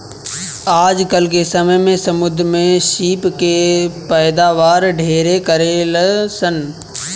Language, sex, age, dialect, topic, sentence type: Bhojpuri, male, 18-24, Southern / Standard, agriculture, statement